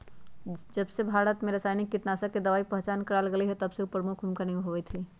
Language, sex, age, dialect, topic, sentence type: Magahi, female, 41-45, Western, agriculture, statement